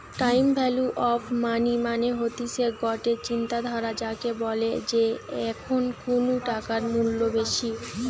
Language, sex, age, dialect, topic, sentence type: Bengali, female, 18-24, Western, banking, statement